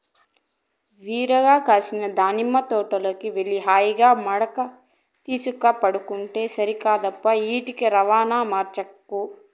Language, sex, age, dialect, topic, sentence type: Telugu, female, 41-45, Southern, agriculture, statement